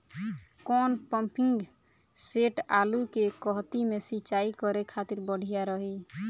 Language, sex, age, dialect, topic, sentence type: Bhojpuri, female, <18, Southern / Standard, agriculture, question